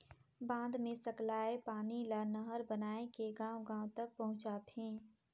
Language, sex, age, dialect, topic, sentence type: Chhattisgarhi, female, 18-24, Northern/Bhandar, agriculture, statement